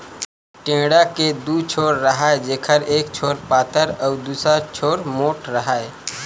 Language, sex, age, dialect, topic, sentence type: Chhattisgarhi, male, 18-24, Western/Budati/Khatahi, agriculture, statement